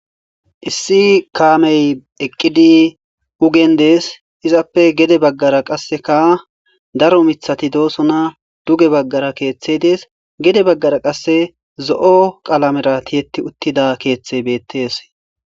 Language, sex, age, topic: Gamo, male, 18-24, agriculture